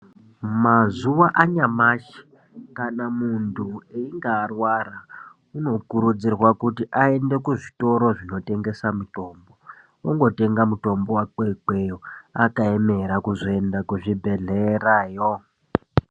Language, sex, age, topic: Ndau, male, 18-24, health